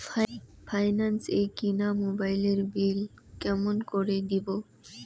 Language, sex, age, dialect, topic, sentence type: Bengali, female, 18-24, Rajbangshi, banking, question